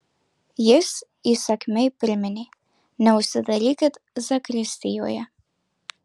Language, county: Lithuanian, Marijampolė